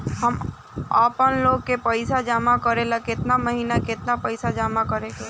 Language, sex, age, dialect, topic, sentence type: Bhojpuri, female, 18-24, Southern / Standard, banking, question